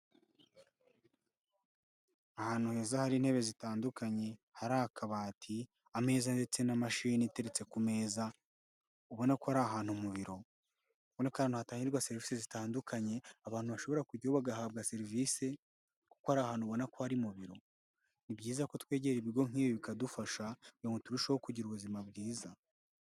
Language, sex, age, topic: Kinyarwanda, male, 18-24, health